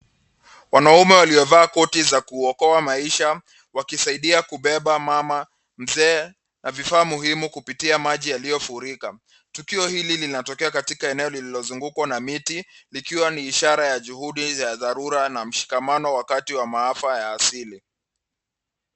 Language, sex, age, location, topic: Swahili, male, 25-35, Nairobi, health